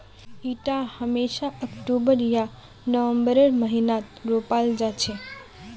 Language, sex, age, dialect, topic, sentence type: Magahi, female, 18-24, Northeastern/Surjapuri, agriculture, statement